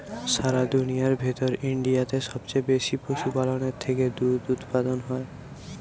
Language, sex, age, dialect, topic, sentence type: Bengali, male, 18-24, Western, agriculture, statement